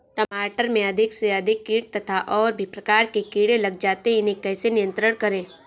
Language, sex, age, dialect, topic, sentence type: Hindi, female, 18-24, Awadhi Bundeli, agriculture, question